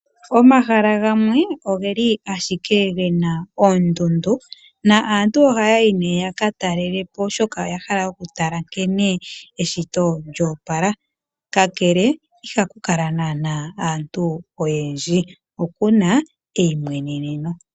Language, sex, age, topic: Oshiwambo, female, 18-24, agriculture